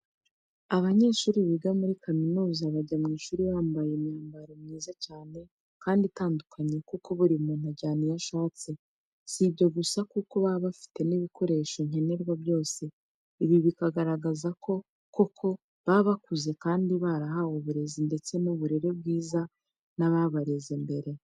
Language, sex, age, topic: Kinyarwanda, female, 25-35, education